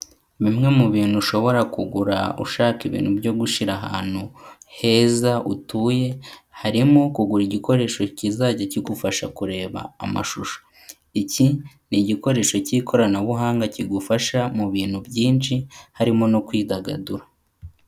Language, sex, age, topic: Kinyarwanda, male, 18-24, finance